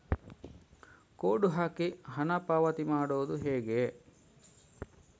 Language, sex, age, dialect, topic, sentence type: Kannada, male, 56-60, Coastal/Dakshin, banking, question